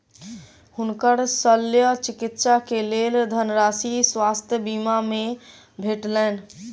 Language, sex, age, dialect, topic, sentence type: Maithili, female, 18-24, Southern/Standard, banking, statement